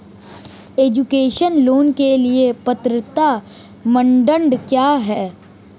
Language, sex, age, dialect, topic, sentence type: Hindi, male, 18-24, Marwari Dhudhari, banking, question